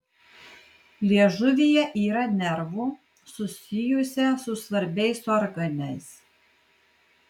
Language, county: Lithuanian, Kaunas